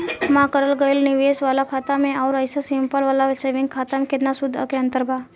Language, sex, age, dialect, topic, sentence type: Bhojpuri, female, 18-24, Southern / Standard, banking, question